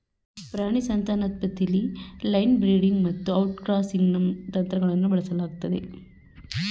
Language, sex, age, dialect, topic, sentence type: Kannada, female, 31-35, Mysore Kannada, agriculture, statement